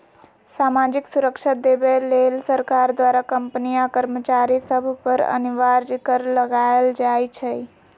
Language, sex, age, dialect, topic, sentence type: Magahi, female, 56-60, Western, banking, statement